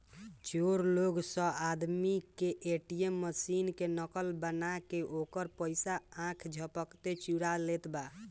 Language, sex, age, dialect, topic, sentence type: Bhojpuri, male, 18-24, Northern, banking, statement